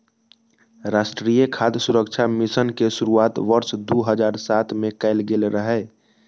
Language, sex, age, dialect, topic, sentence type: Maithili, male, 18-24, Eastern / Thethi, agriculture, statement